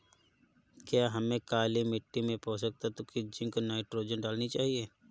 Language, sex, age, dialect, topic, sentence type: Hindi, male, 31-35, Awadhi Bundeli, agriculture, question